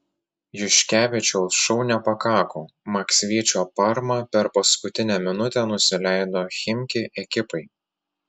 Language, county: Lithuanian, Telšiai